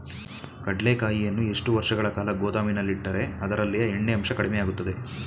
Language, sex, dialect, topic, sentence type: Kannada, male, Mysore Kannada, agriculture, question